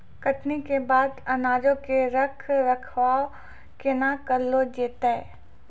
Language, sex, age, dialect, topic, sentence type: Maithili, female, 56-60, Angika, agriculture, statement